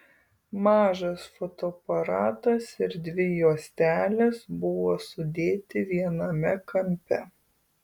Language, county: Lithuanian, Kaunas